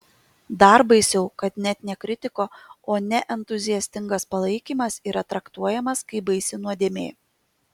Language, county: Lithuanian, Kaunas